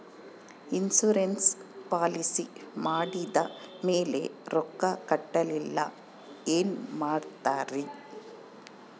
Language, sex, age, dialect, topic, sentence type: Kannada, female, 25-30, Central, banking, question